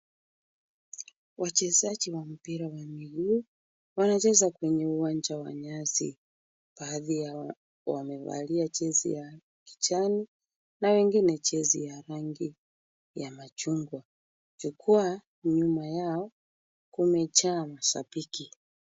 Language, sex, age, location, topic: Swahili, female, 25-35, Kisumu, government